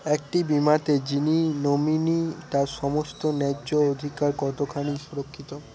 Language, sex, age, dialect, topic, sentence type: Bengali, male, 18-24, Northern/Varendri, banking, question